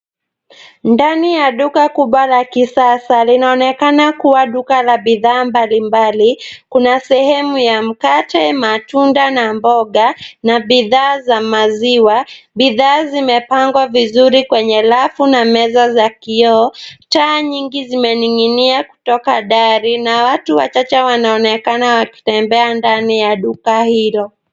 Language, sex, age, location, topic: Swahili, female, 18-24, Nairobi, finance